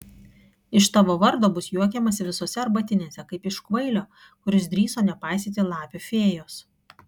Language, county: Lithuanian, Kaunas